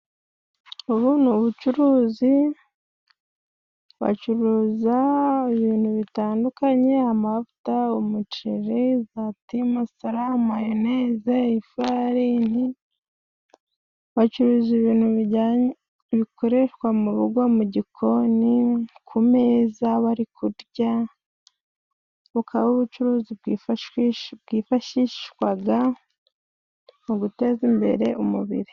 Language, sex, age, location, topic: Kinyarwanda, female, 25-35, Musanze, finance